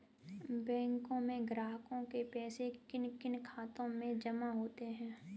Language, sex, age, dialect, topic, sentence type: Hindi, female, 18-24, Kanauji Braj Bhasha, banking, question